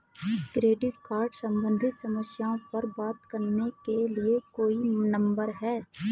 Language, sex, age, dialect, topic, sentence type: Hindi, male, 25-30, Hindustani Malvi Khadi Boli, banking, question